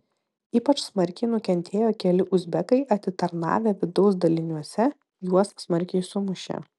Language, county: Lithuanian, Vilnius